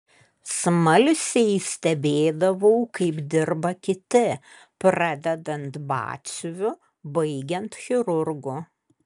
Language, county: Lithuanian, Kaunas